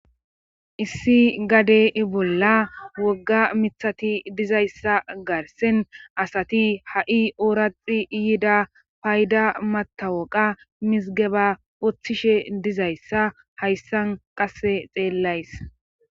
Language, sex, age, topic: Gamo, female, 25-35, government